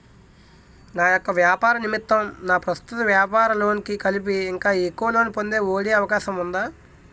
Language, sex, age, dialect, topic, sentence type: Telugu, male, 18-24, Utterandhra, banking, question